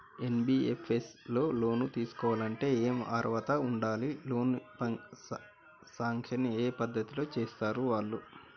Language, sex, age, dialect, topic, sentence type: Telugu, male, 36-40, Telangana, banking, question